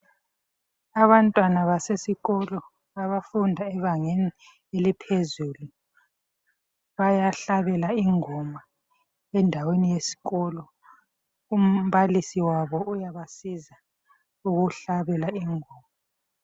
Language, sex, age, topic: North Ndebele, female, 36-49, education